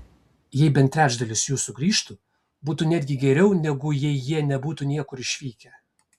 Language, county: Lithuanian, Kaunas